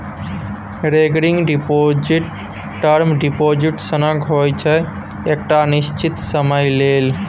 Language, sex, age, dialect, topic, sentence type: Maithili, male, 18-24, Bajjika, banking, statement